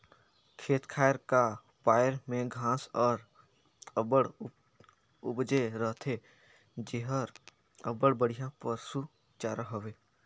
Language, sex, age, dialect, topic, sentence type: Chhattisgarhi, male, 56-60, Northern/Bhandar, agriculture, statement